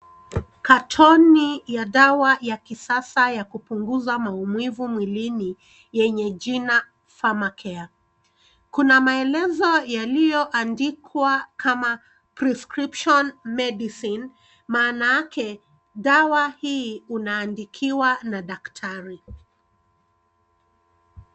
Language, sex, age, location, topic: Swahili, female, 36-49, Nairobi, health